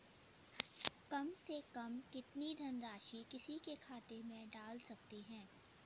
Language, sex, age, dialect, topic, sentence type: Hindi, female, 60-100, Kanauji Braj Bhasha, banking, question